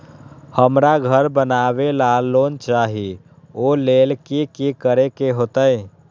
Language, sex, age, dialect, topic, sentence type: Magahi, male, 18-24, Western, banking, question